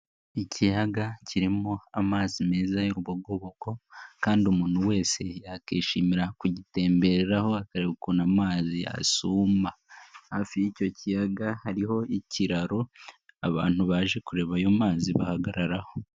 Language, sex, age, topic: Kinyarwanda, male, 18-24, agriculture